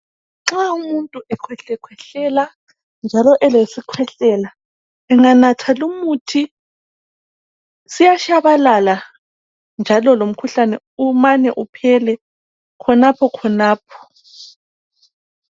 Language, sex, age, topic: North Ndebele, male, 25-35, health